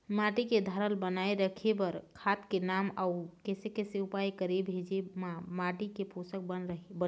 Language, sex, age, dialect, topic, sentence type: Chhattisgarhi, female, 46-50, Eastern, agriculture, question